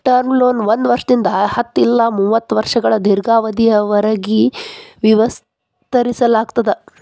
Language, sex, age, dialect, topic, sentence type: Kannada, female, 31-35, Dharwad Kannada, banking, statement